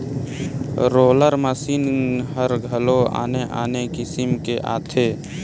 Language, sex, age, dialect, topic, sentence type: Chhattisgarhi, male, 18-24, Northern/Bhandar, agriculture, statement